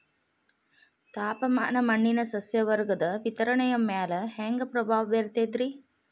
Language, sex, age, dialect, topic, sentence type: Kannada, female, 41-45, Dharwad Kannada, agriculture, question